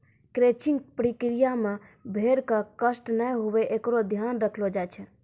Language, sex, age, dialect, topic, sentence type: Maithili, female, 18-24, Angika, agriculture, statement